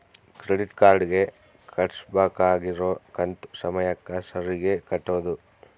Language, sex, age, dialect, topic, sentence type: Kannada, female, 36-40, Central, banking, statement